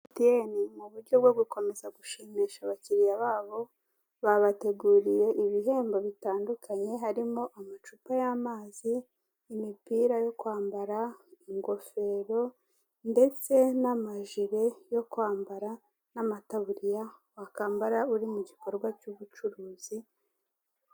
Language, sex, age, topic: Kinyarwanda, female, 36-49, finance